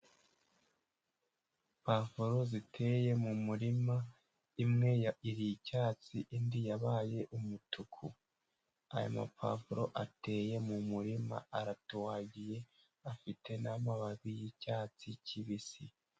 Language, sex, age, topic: Kinyarwanda, male, 18-24, agriculture